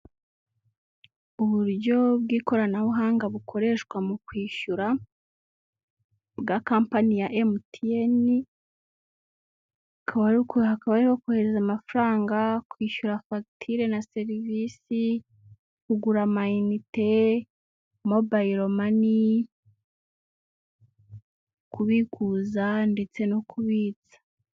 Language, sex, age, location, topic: Kinyarwanda, female, 18-24, Kigali, finance